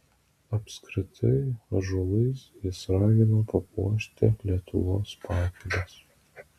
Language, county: Lithuanian, Vilnius